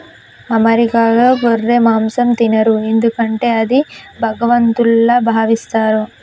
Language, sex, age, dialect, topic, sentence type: Telugu, male, 18-24, Telangana, agriculture, statement